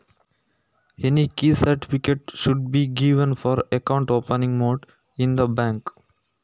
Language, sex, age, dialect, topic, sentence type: Kannada, male, 18-24, Coastal/Dakshin, banking, question